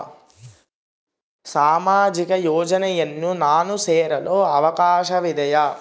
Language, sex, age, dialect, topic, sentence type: Kannada, male, 60-100, Central, banking, question